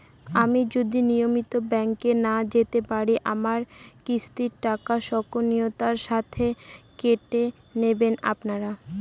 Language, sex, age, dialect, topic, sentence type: Bengali, female, 18-24, Northern/Varendri, banking, question